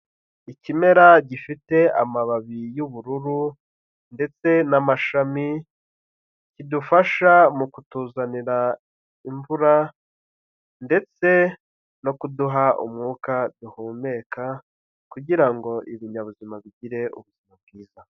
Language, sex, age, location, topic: Kinyarwanda, male, 25-35, Kigali, health